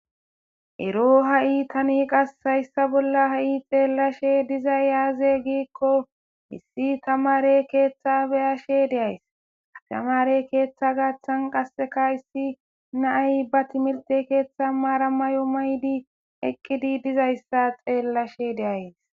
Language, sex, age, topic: Gamo, female, 18-24, government